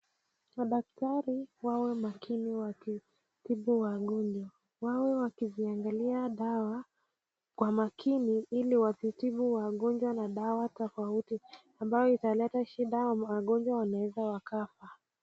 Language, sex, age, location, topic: Swahili, female, 18-24, Nakuru, health